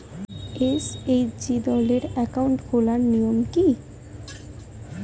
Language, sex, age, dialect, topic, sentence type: Bengali, female, 25-30, Standard Colloquial, banking, question